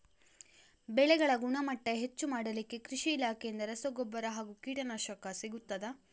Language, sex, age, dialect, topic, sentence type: Kannada, female, 56-60, Coastal/Dakshin, agriculture, question